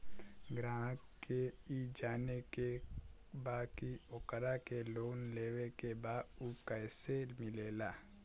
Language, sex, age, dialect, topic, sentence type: Bhojpuri, female, 18-24, Western, banking, question